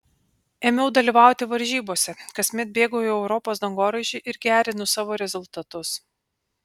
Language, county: Lithuanian, Panevėžys